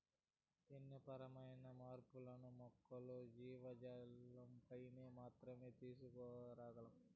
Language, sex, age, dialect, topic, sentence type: Telugu, male, 46-50, Southern, agriculture, statement